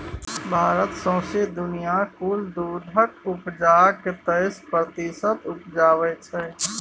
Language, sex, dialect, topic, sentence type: Maithili, male, Bajjika, agriculture, statement